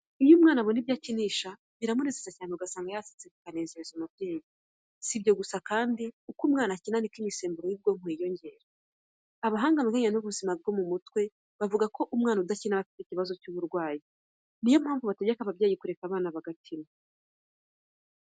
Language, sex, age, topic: Kinyarwanda, female, 25-35, education